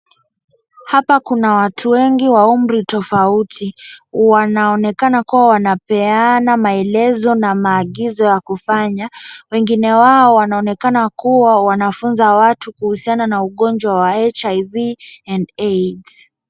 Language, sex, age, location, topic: Swahili, male, 18-24, Wajir, health